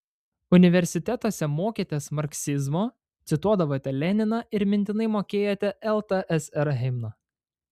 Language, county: Lithuanian, Panevėžys